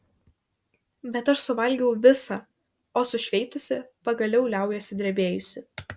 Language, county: Lithuanian, Šiauliai